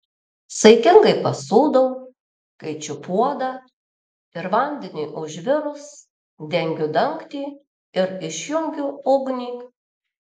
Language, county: Lithuanian, Alytus